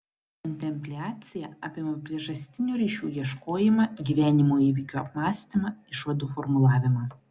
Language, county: Lithuanian, Klaipėda